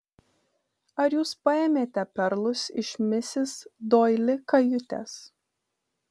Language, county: Lithuanian, Vilnius